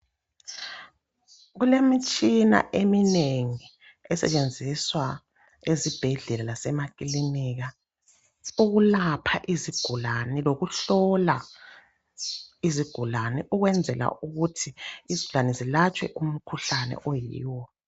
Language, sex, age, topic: North Ndebele, male, 25-35, health